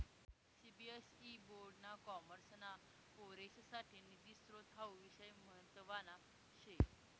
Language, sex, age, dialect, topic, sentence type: Marathi, female, 18-24, Northern Konkan, banking, statement